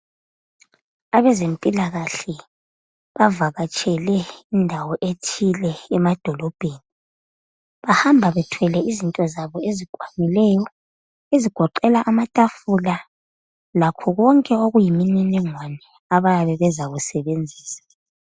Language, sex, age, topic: North Ndebele, female, 25-35, health